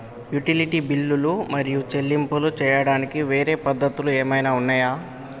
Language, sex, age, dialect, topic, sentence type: Telugu, male, 18-24, Telangana, banking, question